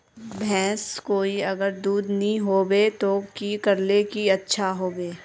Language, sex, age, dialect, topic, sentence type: Magahi, female, 18-24, Northeastern/Surjapuri, agriculture, question